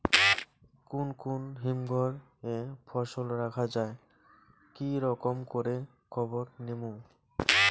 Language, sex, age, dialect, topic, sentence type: Bengali, male, 25-30, Rajbangshi, agriculture, question